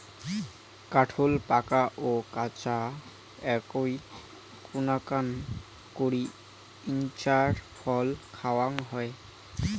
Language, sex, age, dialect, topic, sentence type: Bengali, male, 18-24, Rajbangshi, agriculture, statement